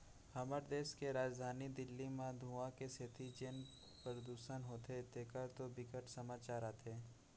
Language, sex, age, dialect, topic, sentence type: Chhattisgarhi, male, 56-60, Central, agriculture, statement